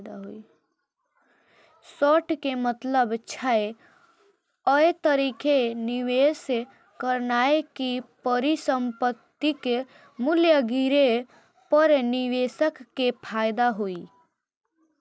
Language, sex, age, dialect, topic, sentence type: Maithili, female, 25-30, Eastern / Thethi, banking, statement